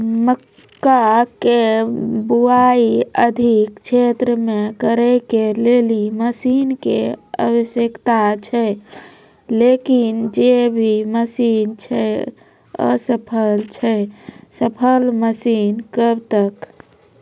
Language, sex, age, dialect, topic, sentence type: Maithili, female, 25-30, Angika, agriculture, question